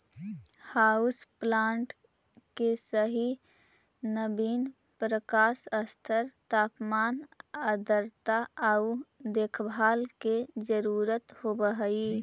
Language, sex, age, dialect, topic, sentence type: Magahi, female, 18-24, Central/Standard, agriculture, statement